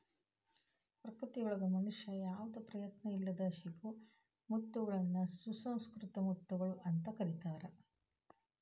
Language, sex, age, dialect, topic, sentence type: Kannada, female, 51-55, Dharwad Kannada, agriculture, statement